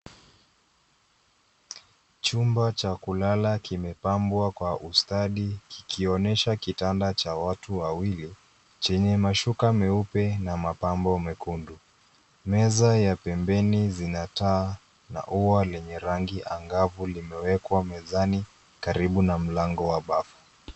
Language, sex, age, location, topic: Swahili, male, 25-35, Nairobi, education